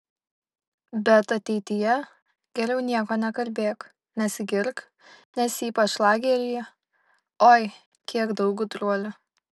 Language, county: Lithuanian, Kaunas